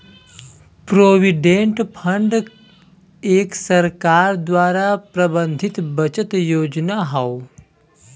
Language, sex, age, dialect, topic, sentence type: Bhojpuri, male, 31-35, Western, banking, statement